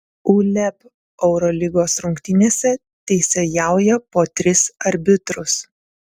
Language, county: Lithuanian, Vilnius